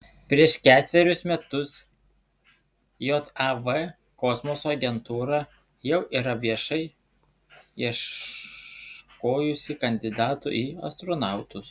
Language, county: Lithuanian, Šiauliai